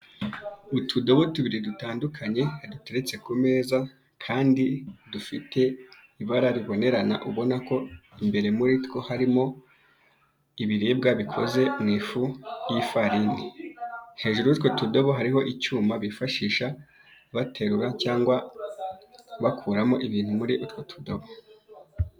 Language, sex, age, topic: Kinyarwanda, male, 25-35, finance